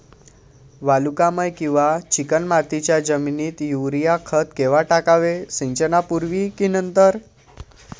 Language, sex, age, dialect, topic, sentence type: Marathi, male, 25-30, Standard Marathi, agriculture, question